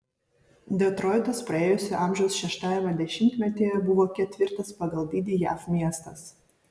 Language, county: Lithuanian, Vilnius